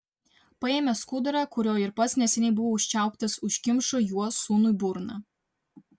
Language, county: Lithuanian, Vilnius